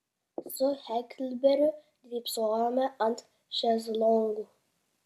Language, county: Lithuanian, Kaunas